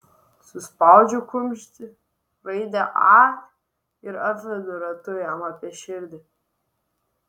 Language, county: Lithuanian, Vilnius